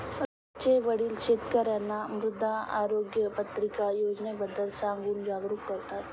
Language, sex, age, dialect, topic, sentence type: Marathi, female, 25-30, Standard Marathi, agriculture, statement